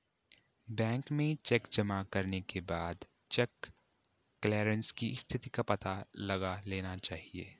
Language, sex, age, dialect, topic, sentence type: Hindi, male, 18-24, Garhwali, banking, statement